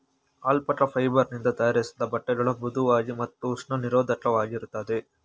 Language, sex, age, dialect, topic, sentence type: Kannada, male, 18-24, Mysore Kannada, agriculture, statement